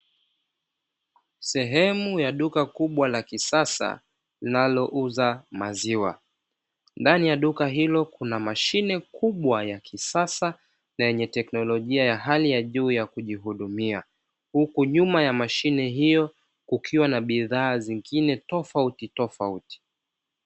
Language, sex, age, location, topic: Swahili, male, 25-35, Dar es Salaam, finance